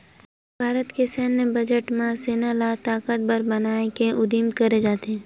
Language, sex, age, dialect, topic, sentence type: Chhattisgarhi, female, 18-24, Western/Budati/Khatahi, banking, statement